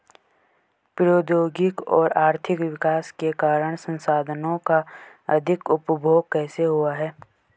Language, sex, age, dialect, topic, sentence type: Hindi, male, 18-24, Hindustani Malvi Khadi Boli, agriculture, question